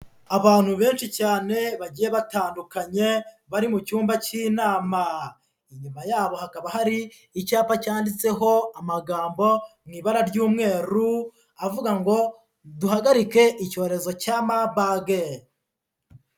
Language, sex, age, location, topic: Kinyarwanda, female, 18-24, Huye, health